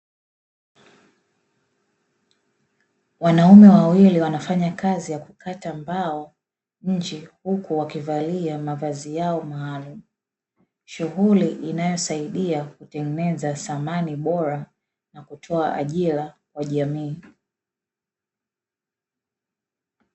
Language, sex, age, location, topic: Swahili, female, 18-24, Dar es Salaam, finance